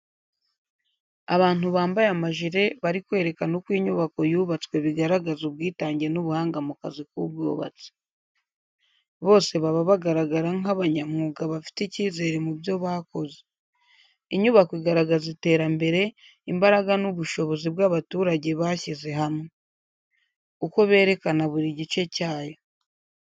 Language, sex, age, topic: Kinyarwanda, female, 25-35, education